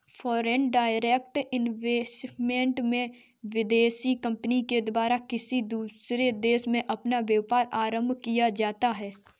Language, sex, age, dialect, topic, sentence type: Hindi, female, 18-24, Kanauji Braj Bhasha, banking, statement